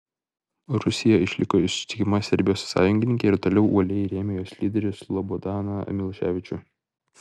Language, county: Lithuanian, Vilnius